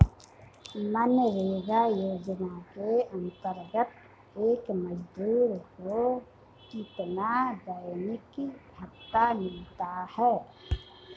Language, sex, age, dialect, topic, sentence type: Hindi, female, 51-55, Marwari Dhudhari, banking, statement